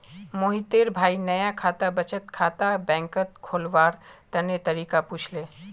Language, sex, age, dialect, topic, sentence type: Magahi, male, 25-30, Northeastern/Surjapuri, banking, statement